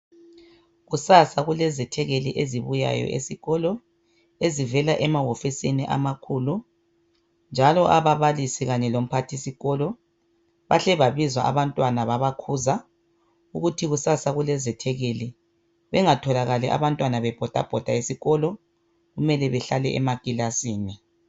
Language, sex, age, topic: North Ndebele, male, 36-49, education